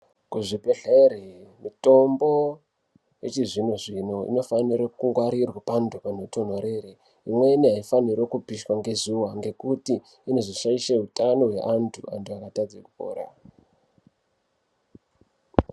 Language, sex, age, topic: Ndau, male, 18-24, health